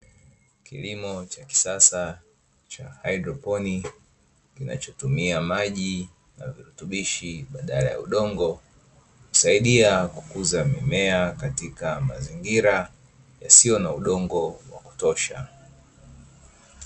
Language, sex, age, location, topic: Swahili, male, 25-35, Dar es Salaam, agriculture